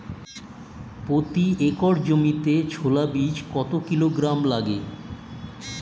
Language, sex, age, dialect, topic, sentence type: Bengali, male, 51-55, Standard Colloquial, agriculture, question